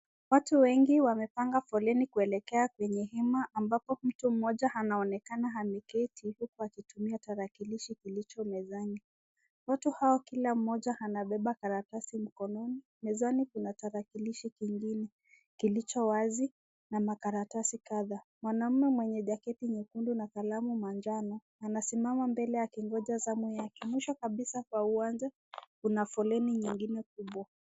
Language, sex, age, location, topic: Swahili, female, 25-35, Nakuru, government